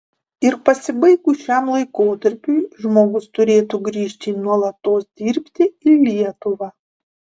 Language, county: Lithuanian, Kaunas